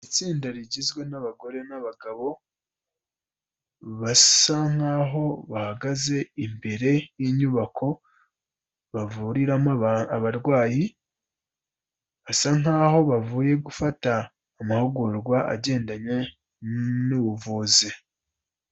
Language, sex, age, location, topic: Kinyarwanda, female, 25-35, Kigali, health